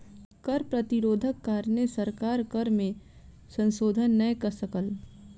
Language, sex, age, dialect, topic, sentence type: Maithili, female, 25-30, Southern/Standard, banking, statement